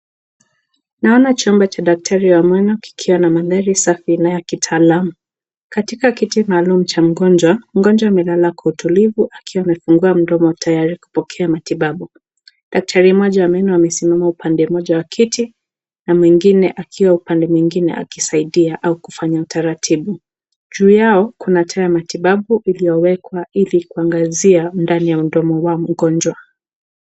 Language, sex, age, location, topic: Swahili, female, 18-24, Nakuru, health